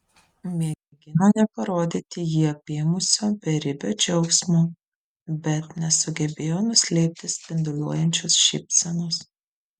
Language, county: Lithuanian, Vilnius